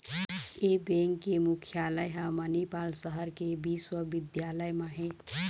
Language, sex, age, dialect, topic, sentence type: Chhattisgarhi, female, 36-40, Eastern, banking, statement